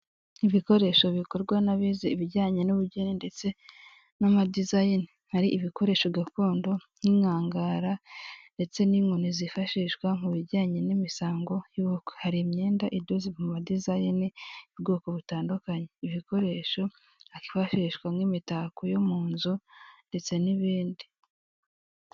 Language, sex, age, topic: Kinyarwanda, female, 18-24, finance